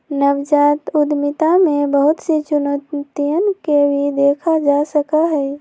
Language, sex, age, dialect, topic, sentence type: Magahi, female, 18-24, Western, banking, statement